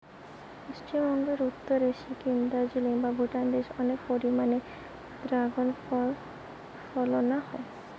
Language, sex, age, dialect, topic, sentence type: Bengali, female, 18-24, Western, agriculture, statement